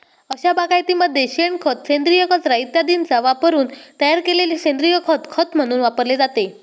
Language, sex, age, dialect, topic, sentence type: Marathi, male, 18-24, Standard Marathi, agriculture, statement